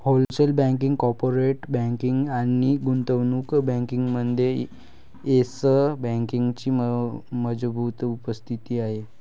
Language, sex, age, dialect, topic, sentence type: Marathi, male, 51-55, Varhadi, banking, statement